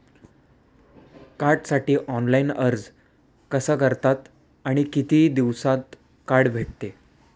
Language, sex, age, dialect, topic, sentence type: Marathi, male, 18-24, Standard Marathi, banking, question